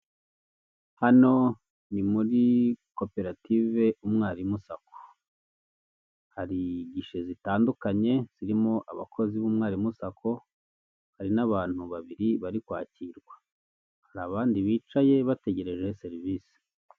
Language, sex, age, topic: Kinyarwanda, male, 25-35, finance